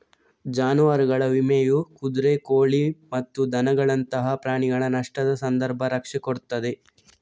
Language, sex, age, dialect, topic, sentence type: Kannada, male, 36-40, Coastal/Dakshin, agriculture, statement